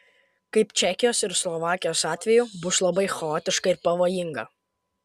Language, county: Lithuanian, Kaunas